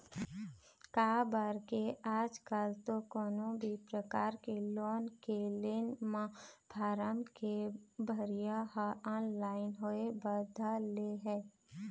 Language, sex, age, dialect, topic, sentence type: Chhattisgarhi, female, 25-30, Eastern, banking, statement